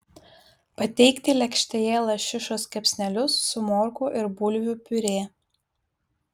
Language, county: Lithuanian, Vilnius